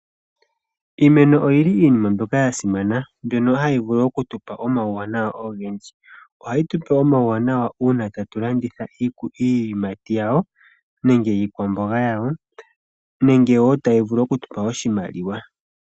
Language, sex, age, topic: Oshiwambo, female, 25-35, agriculture